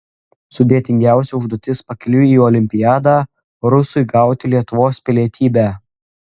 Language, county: Lithuanian, Klaipėda